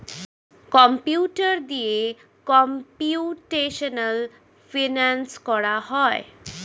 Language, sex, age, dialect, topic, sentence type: Bengali, female, 25-30, Standard Colloquial, banking, statement